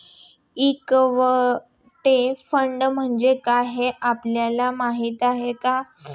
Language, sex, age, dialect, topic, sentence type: Marathi, female, 25-30, Standard Marathi, banking, statement